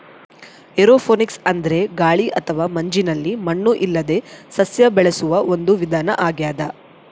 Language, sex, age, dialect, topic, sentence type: Kannada, female, 18-24, Central, agriculture, statement